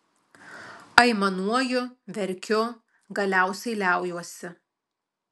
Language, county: Lithuanian, Alytus